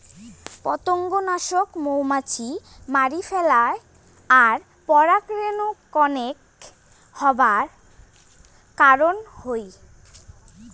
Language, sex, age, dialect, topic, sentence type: Bengali, female, 18-24, Rajbangshi, agriculture, statement